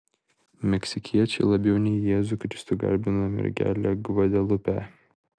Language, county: Lithuanian, Vilnius